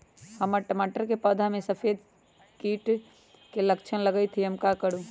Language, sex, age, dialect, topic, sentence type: Magahi, male, 18-24, Western, agriculture, question